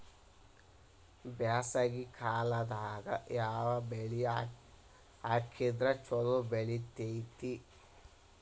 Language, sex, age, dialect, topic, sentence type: Kannada, male, 18-24, Dharwad Kannada, agriculture, question